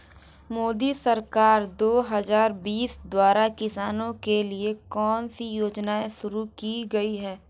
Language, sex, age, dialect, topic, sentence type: Hindi, female, 18-24, Hindustani Malvi Khadi Boli, agriculture, question